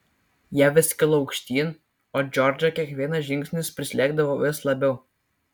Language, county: Lithuanian, Kaunas